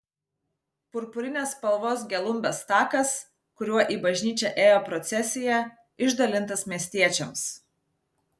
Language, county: Lithuanian, Vilnius